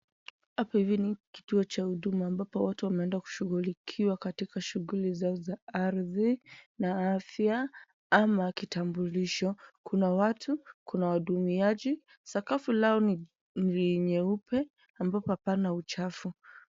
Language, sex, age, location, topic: Swahili, female, 18-24, Wajir, government